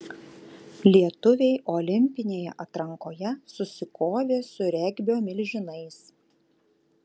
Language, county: Lithuanian, Alytus